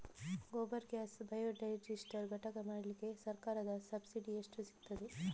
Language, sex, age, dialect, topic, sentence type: Kannada, female, 18-24, Coastal/Dakshin, agriculture, question